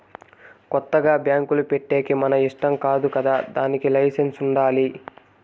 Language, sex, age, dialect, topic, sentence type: Telugu, male, 18-24, Southern, banking, statement